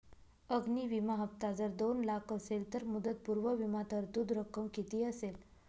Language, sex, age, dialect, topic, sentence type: Marathi, female, 31-35, Northern Konkan, banking, question